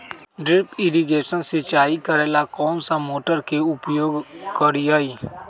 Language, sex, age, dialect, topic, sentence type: Magahi, male, 18-24, Western, agriculture, question